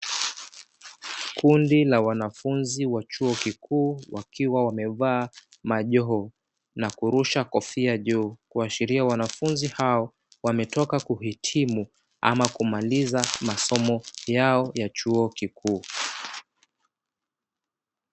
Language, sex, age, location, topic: Swahili, male, 25-35, Dar es Salaam, education